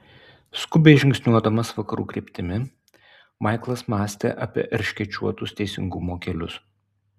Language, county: Lithuanian, Utena